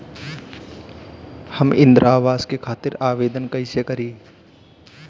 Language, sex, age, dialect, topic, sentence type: Bhojpuri, male, 25-30, Northern, banking, question